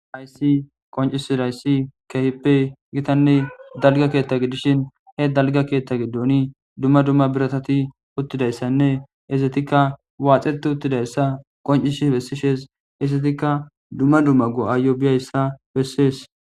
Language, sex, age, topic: Gamo, male, 18-24, government